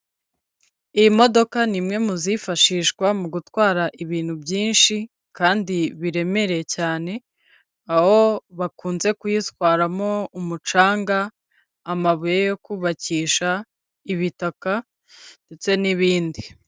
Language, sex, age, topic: Kinyarwanda, female, 25-35, government